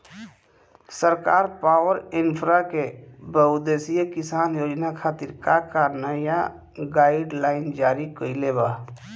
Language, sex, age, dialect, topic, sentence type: Bhojpuri, male, 31-35, Southern / Standard, agriculture, question